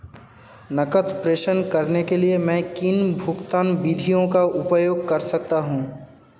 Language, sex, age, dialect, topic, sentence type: Hindi, male, 18-24, Hindustani Malvi Khadi Boli, banking, question